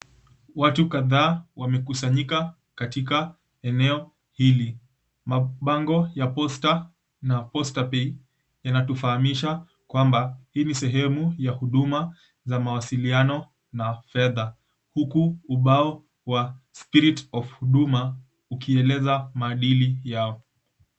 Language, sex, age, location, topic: Swahili, male, 18-24, Mombasa, government